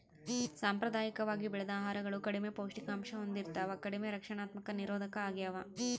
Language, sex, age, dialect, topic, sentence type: Kannada, female, 31-35, Central, agriculture, statement